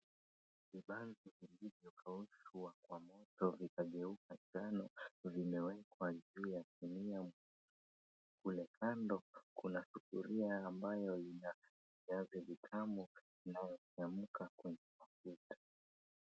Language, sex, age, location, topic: Swahili, male, 25-35, Mombasa, agriculture